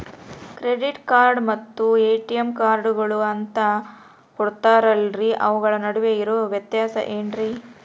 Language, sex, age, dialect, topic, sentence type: Kannada, female, 36-40, Central, banking, question